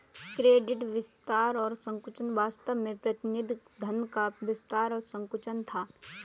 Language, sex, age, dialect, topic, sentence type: Hindi, female, 18-24, Kanauji Braj Bhasha, banking, statement